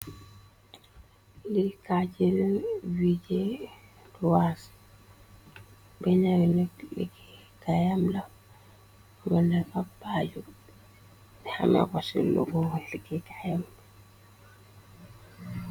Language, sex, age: Wolof, female, 18-24